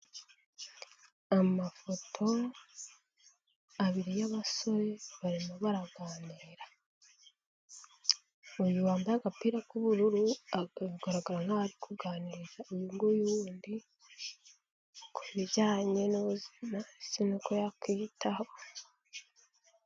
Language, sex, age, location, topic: Kinyarwanda, female, 18-24, Kigali, health